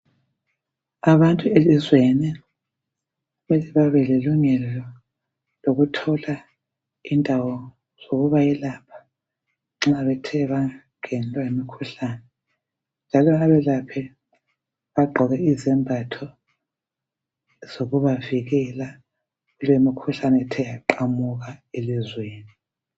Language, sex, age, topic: North Ndebele, female, 50+, health